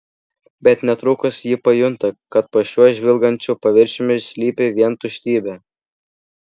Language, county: Lithuanian, Vilnius